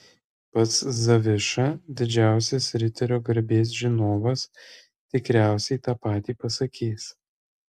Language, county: Lithuanian, Kaunas